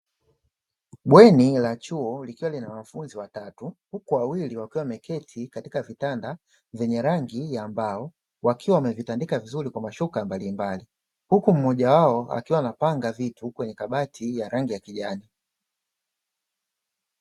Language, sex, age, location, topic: Swahili, male, 25-35, Dar es Salaam, education